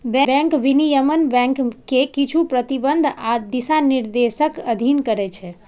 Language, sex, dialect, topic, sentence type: Maithili, female, Eastern / Thethi, banking, statement